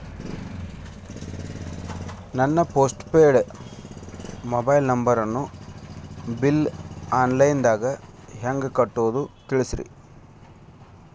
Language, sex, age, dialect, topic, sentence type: Kannada, male, 41-45, Dharwad Kannada, banking, question